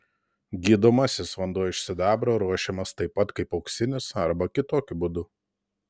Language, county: Lithuanian, Telšiai